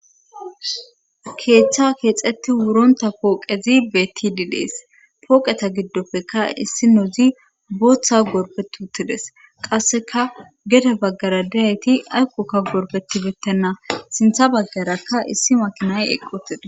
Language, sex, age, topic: Gamo, female, 25-35, government